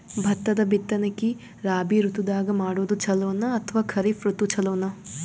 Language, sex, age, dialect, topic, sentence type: Kannada, female, 18-24, Northeastern, agriculture, question